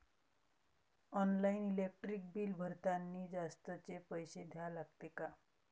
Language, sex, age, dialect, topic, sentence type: Marathi, female, 31-35, Varhadi, banking, question